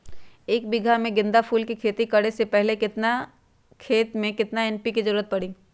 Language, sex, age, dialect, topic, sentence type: Magahi, female, 31-35, Western, agriculture, question